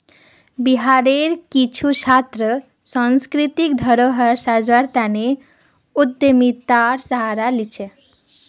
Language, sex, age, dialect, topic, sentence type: Magahi, female, 36-40, Northeastern/Surjapuri, banking, statement